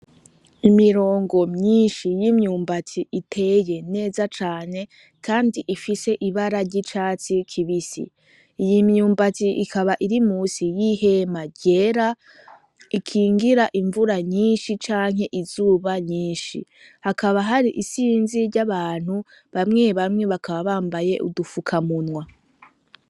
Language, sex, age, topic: Rundi, female, 18-24, agriculture